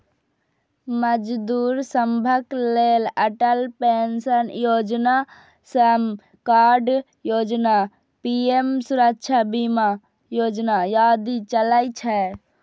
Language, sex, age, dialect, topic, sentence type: Maithili, female, 18-24, Eastern / Thethi, banking, statement